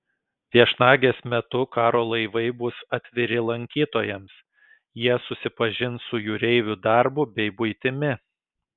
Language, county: Lithuanian, Kaunas